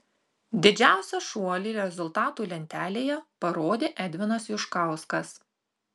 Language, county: Lithuanian, Tauragė